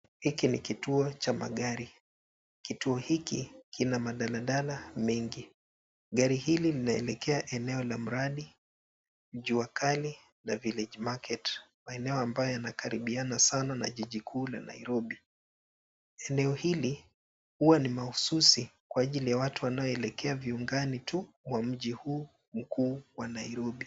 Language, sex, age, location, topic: Swahili, male, 25-35, Nairobi, government